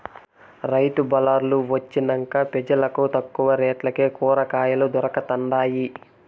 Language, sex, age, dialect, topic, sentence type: Telugu, male, 18-24, Southern, agriculture, statement